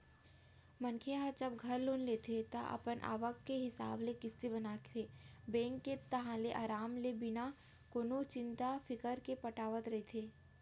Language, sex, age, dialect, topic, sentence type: Chhattisgarhi, female, 31-35, Central, banking, statement